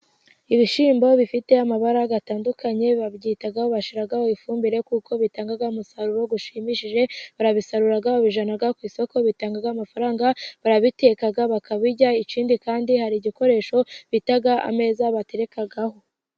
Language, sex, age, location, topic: Kinyarwanda, female, 25-35, Musanze, finance